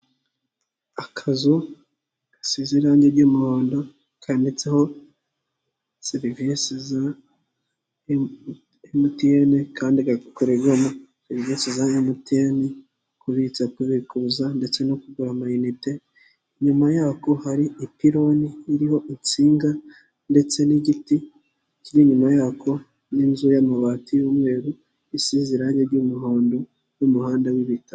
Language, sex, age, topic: Kinyarwanda, male, 18-24, finance